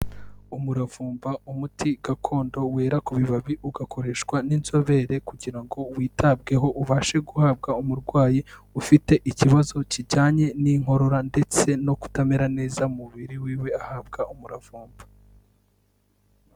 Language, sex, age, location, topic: Kinyarwanda, male, 18-24, Kigali, health